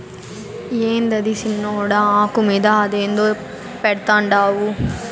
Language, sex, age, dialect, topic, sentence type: Telugu, female, 18-24, Southern, agriculture, statement